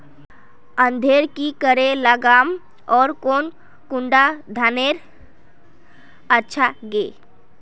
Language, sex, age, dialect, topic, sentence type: Magahi, female, 18-24, Northeastern/Surjapuri, agriculture, question